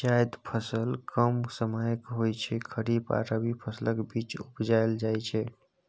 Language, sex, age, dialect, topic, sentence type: Maithili, male, 18-24, Bajjika, agriculture, statement